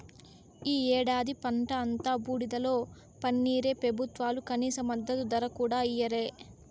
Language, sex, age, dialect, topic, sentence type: Telugu, female, 18-24, Southern, agriculture, statement